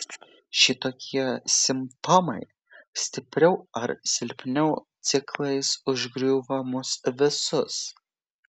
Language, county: Lithuanian, Vilnius